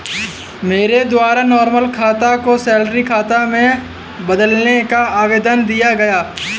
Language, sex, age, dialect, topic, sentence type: Hindi, male, 18-24, Awadhi Bundeli, banking, statement